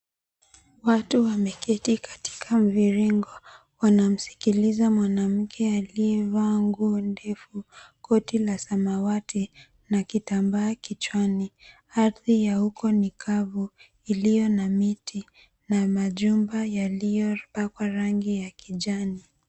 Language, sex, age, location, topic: Swahili, female, 18-24, Mombasa, health